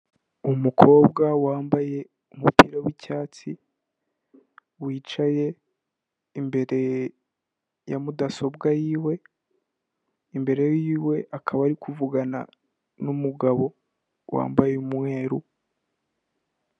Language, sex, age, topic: Kinyarwanda, male, 18-24, finance